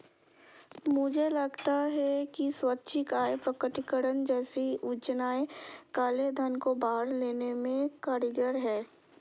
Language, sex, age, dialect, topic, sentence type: Hindi, female, 25-30, Hindustani Malvi Khadi Boli, banking, statement